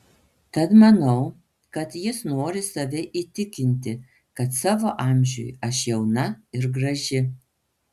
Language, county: Lithuanian, Panevėžys